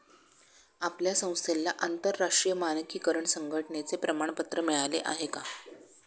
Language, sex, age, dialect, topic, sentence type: Marathi, female, 56-60, Standard Marathi, banking, statement